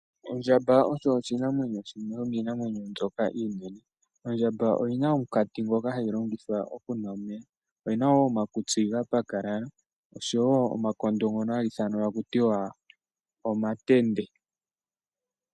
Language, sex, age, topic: Oshiwambo, male, 18-24, agriculture